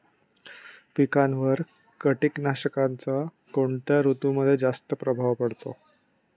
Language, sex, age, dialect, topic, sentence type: Marathi, male, 25-30, Standard Marathi, agriculture, question